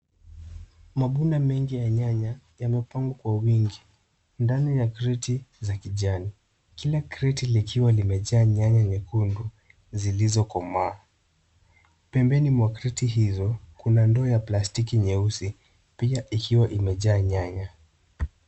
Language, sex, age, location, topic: Swahili, male, 18-24, Nairobi, agriculture